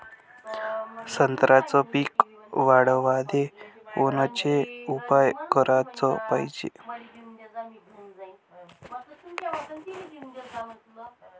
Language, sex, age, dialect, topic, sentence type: Marathi, male, 18-24, Varhadi, agriculture, question